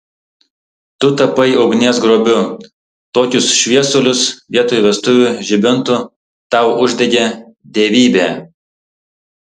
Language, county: Lithuanian, Tauragė